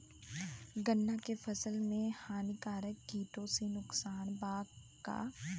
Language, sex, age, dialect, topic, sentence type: Bhojpuri, female, 25-30, Northern, agriculture, question